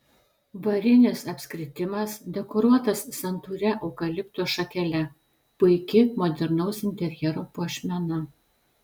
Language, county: Lithuanian, Telšiai